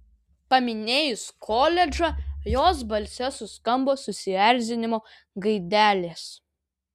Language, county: Lithuanian, Vilnius